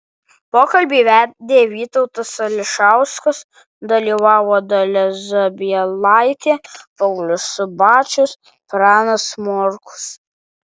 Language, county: Lithuanian, Alytus